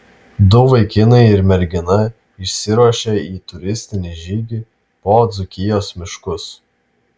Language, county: Lithuanian, Vilnius